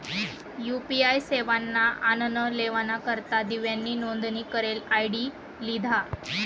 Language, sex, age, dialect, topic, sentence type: Marathi, female, 25-30, Northern Konkan, banking, statement